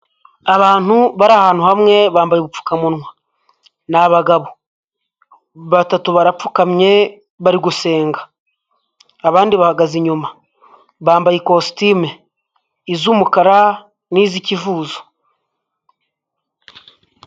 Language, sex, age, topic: Kinyarwanda, male, 25-35, finance